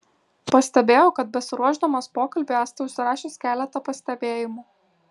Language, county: Lithuanian, Kaunas